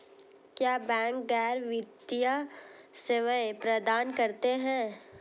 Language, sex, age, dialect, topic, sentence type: Hindi, female, 18-24, Hindustani Malvi Khadi Boli, banking, question